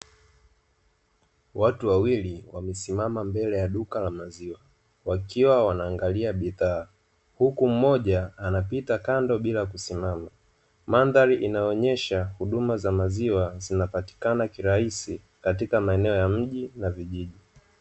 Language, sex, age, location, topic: Swahili, male, 18-24, Dar es Salaam, finance